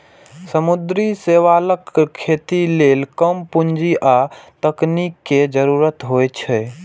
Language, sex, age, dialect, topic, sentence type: Maithili, male, 18-24, Eastern / Thethi, agriculture, statement